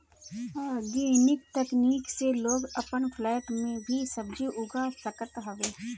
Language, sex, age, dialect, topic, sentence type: Bhojpuri, female, 31-35, Northern, agriculture, statement